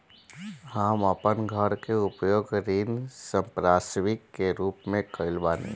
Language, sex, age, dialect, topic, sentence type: Bhojpuri, male, 31-35, Northern, banking, statement